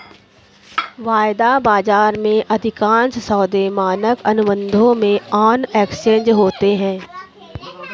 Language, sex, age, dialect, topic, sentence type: Hindi, female, 60-100, Kanauji Braj Bhasha, banking, statement